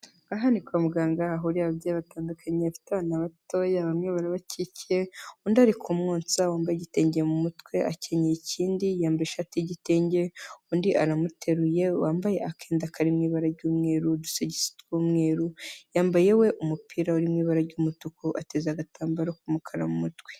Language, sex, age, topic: Kinyarwanda, female, 18-24, health